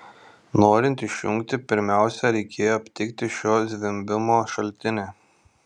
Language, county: Lithuanian, Šiauliai